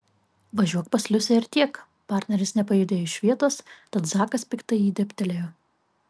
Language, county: Lithuanian, Kaunas